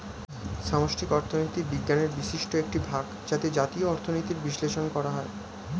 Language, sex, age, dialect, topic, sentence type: Bengali, male, 18-24, Standard Colloquial, banking, statement